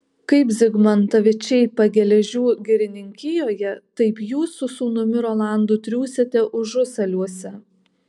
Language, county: Lithuanian, Alytus